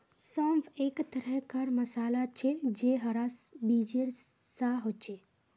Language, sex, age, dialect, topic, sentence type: Magahi, female, 18-24, Northeastern/Surjapuri, agriculture, statement